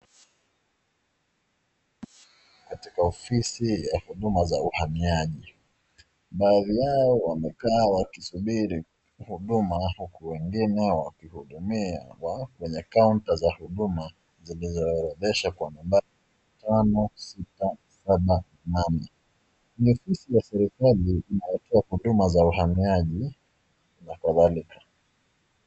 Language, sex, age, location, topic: Swahili, male, 25-35, Nakuru, government